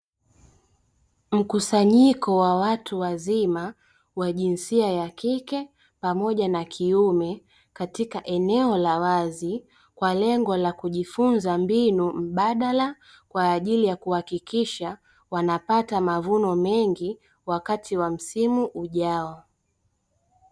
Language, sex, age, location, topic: Swahili, female, 25-35, Dar es Salaam, education